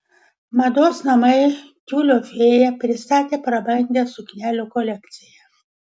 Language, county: Lithuanian, Vilnius